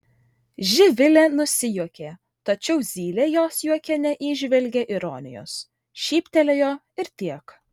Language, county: Lithuanian, Vilnius